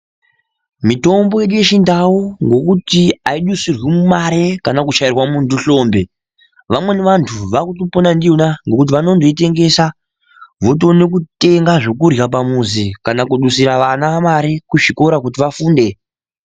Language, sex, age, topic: Ndau, male, 50+, health